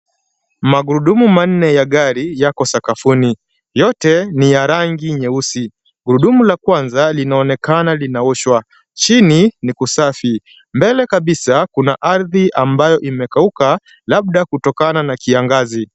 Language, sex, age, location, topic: Swahili, male, 25-35, Kisumu, finance